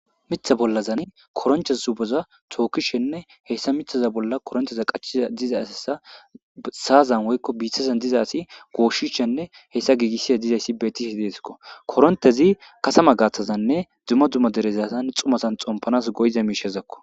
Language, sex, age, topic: Gamo, male, 25-35, government